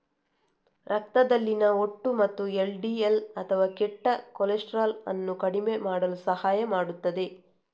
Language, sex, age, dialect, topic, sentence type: Kannada, female, 31-35, Coastal/Dakshin, agriculture, statement